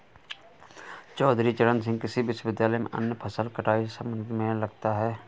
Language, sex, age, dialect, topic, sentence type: Hindi, male, 25-30, Awadhi Bundeli, agriculture, statement